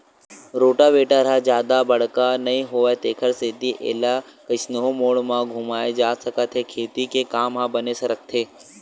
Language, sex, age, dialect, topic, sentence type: Chhattisgarhi, male, 18-24, Western/Budati/Khatahi, agriculture, statement